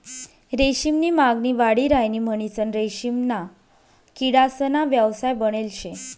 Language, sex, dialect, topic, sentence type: Marathi, female, Northern Konkan, agriculture, statement